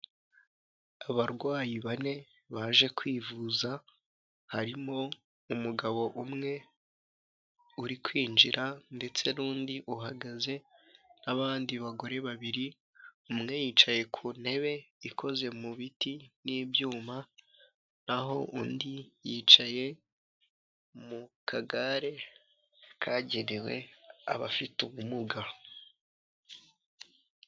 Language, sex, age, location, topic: Kinyarwanda, male, 25-35, Kigali, government